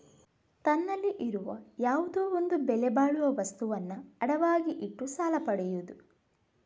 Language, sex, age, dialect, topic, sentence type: Kannada, female, 31-35, Coastal/Dakshin, banking, statement